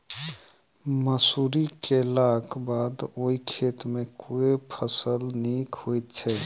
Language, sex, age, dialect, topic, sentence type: Maithili, male, 31-35, Southern/Standard, agriculture, question